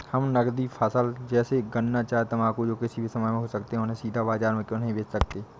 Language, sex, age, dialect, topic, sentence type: Hindi, male, 18-24, Awadhi Bundeli, agriculture, question